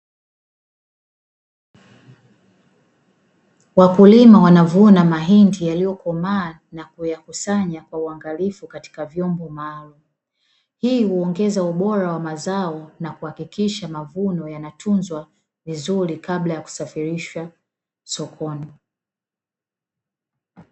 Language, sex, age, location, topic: Swahili, female, 25-35, Dar es Salaam, agriculture